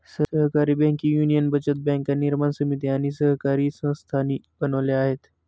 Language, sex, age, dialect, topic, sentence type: Marathi, male, 25-30, Northern Konkan, banking, statement